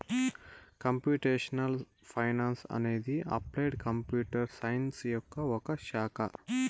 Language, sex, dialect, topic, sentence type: Telugu, male, Southern, banking, statement